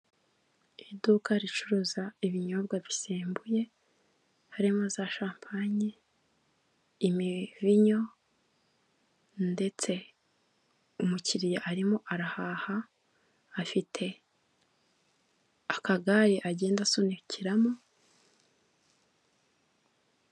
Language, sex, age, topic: Kinyarwanda, female, 18-24, finance